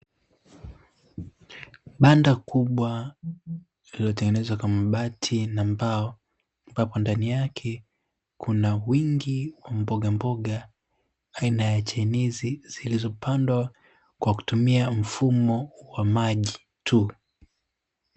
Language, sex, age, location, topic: Swahili, male, 18-24, Dar es Salaam, agriculture